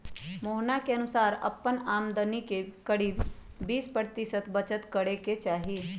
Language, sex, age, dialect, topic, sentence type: Magahi, male, 18-24, Western, banking, statement